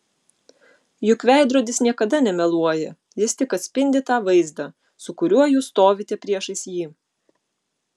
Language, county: Lithuanian, Utena